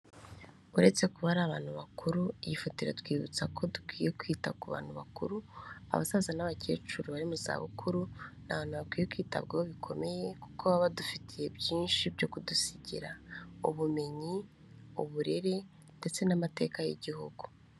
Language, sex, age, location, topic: Kinyarwanda, female, 25-35, Kigali, health